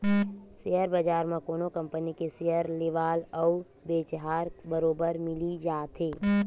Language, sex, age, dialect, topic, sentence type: Chhattisgarhi, female, 25-30, Western/Budati/Khatahi, banking, statement